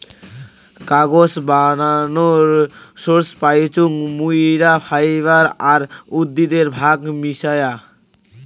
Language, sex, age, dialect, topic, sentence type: Bengali, male, <18, Rajbangshi, agriculture, statement